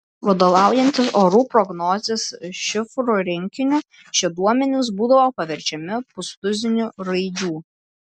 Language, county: Lithuanian, Klaipėda